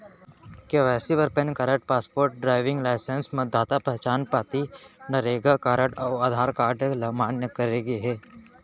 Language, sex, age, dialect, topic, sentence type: Chhattisgarhi, male, 18-24, Central, banking, statement